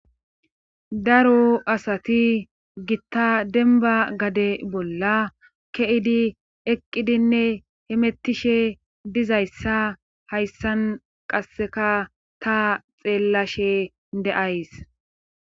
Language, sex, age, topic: Gamo, female, 25-35, government